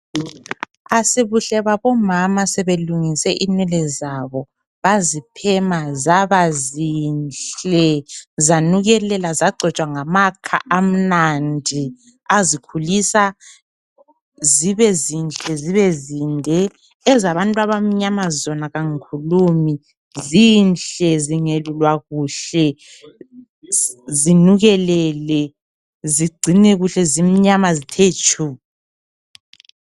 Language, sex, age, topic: North Ndebele, female, 25-35, health